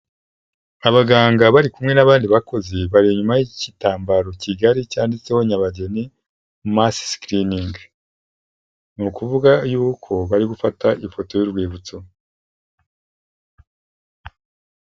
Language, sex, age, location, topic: Kinyarwanda, male, 50+, Kigali, health